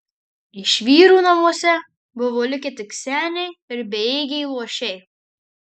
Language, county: Lithuanian, Marijampolė